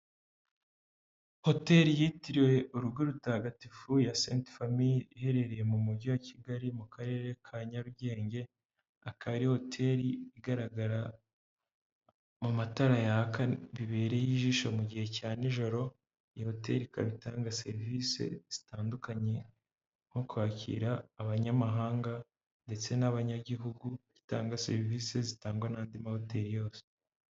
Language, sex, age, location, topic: Kinyarwanda, male, 18-24, Huye, finance